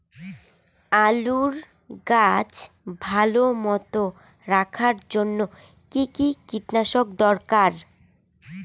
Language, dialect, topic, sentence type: Bengali, Rajbangshi, agriculture, question